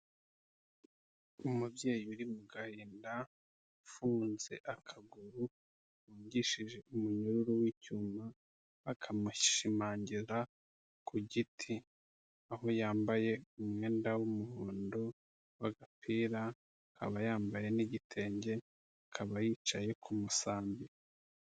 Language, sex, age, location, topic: Kinyarwanda, male, 36-49, Kigali, health